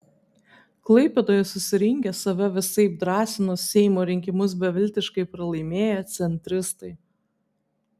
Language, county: Lithuanian, Vilnius